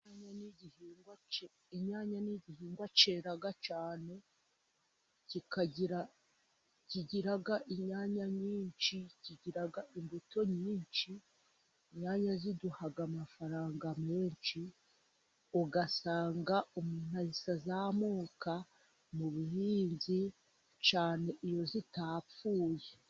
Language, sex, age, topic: Kinyarwanda, female, 25-35, agriculture